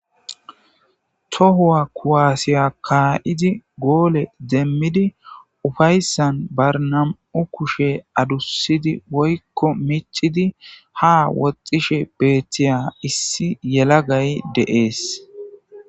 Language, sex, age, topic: Gamo, male, 25-35, government